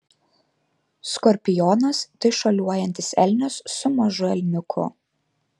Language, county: Lithuanian, Kaunas